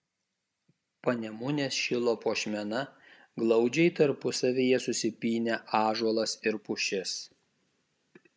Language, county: Lithuanian, Kaunas